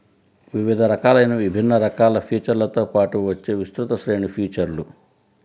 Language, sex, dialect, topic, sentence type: Telugu, female, Central/Coastal, banking, statement